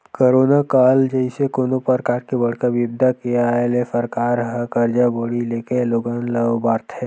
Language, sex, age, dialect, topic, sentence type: Chhattisgarhi, male, 18-24, Western/Budati/Khatahi, banking, statement